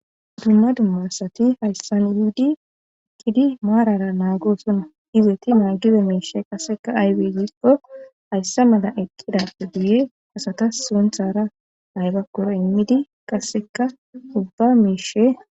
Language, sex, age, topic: Gamo, female, 18-24, government